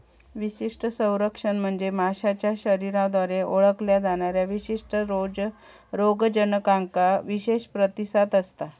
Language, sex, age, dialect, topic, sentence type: Marathi, female, 25-30, Southern Konkan, agriculture, statement